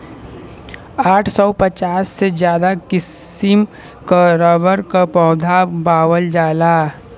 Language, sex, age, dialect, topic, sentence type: Bhojpuri, male, 18-24, Western, agriculture, statement